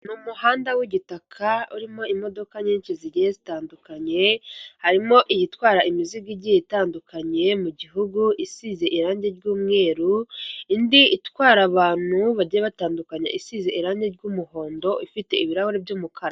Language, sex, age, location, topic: Kinyarwanda, female, 36-49, Kigali, finance